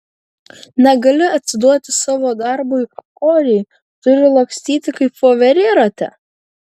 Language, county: Lithuanian, Kaunas